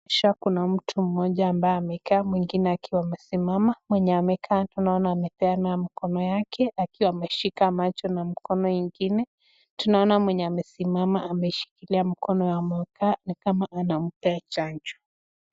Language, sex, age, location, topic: Swahili, female, 18-24, Nakuru, health